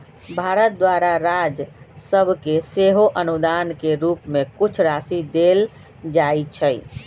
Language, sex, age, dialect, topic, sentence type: Magahi, male, 41-45, Western, banking, statement